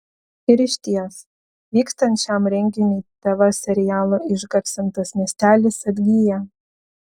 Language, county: Lithuanian, Vilnius